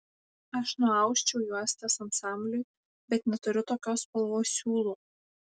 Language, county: Lithuanian, Panevėžys